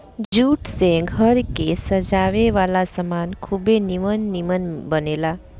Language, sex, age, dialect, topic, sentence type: Bhojpuri, female, 25-30, Southern / Standard, agriculture, statement